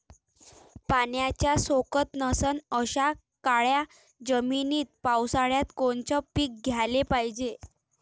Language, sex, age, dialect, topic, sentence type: Marathi, female, 18-24, Varhadi, agriculture, question